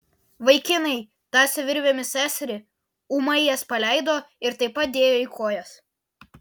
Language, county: Lithuanian, Vilnius